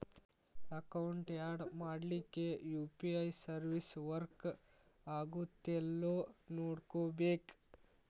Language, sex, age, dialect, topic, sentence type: Kannada, male, 18-24, Dharwad Kannada, banking, statement